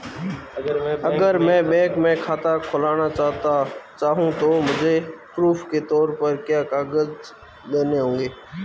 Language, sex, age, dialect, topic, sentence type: Hindi, male, 18-24, Marwari Dhudhari, banking, question